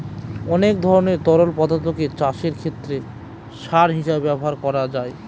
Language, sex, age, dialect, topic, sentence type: Bengali, male, 25-30, Northern/Varendri, agriculture, statement